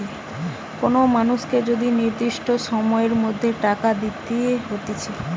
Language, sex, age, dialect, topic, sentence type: Bengali, female, 18-24, Western, banking, statement